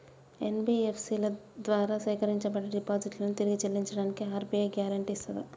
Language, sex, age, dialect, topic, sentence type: Telugu, male, 25-30, Telangana, banking, question